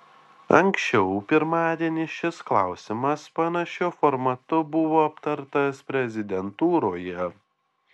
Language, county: Lithuanian, Panevėžys